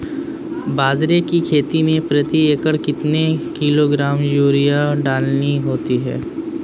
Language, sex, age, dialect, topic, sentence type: Hindi, male, 18-24, Marwari Dhudhari, agriculture, question